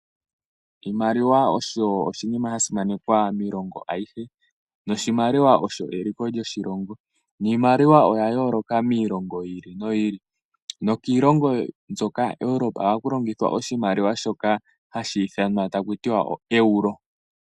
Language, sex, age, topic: Oshiwambo, male, 18-24, finance